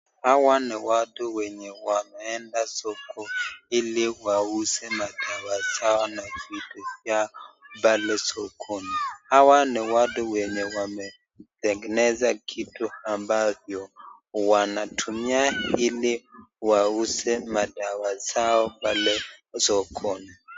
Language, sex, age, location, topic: Swahili, male, 25-35, Nakuru, government